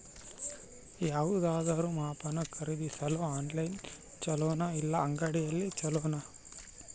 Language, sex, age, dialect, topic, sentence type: Kannada, male, 18-24, Central, agriculture, question